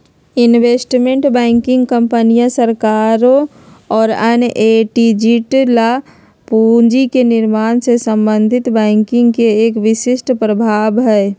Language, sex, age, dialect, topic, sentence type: Magahi, female, 31-35, Western, banking, statement